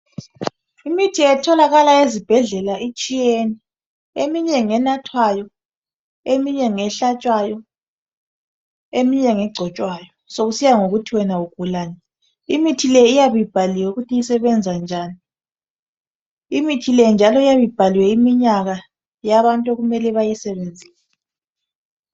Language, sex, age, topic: North Ndebele, male, 25-35, health